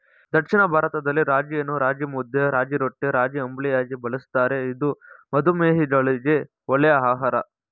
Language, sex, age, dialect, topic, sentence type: Kannada, male, 36-40, Mysore Kannada, agriculture, statement